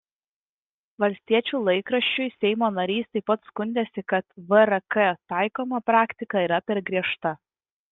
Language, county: Lithuanian, Vilnius